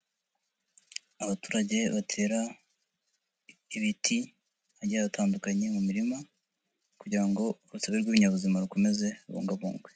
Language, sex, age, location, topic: Kinyarwanda, male, 50+, Huye, agriculture